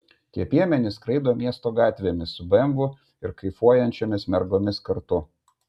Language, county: Lithuanian, Vilnius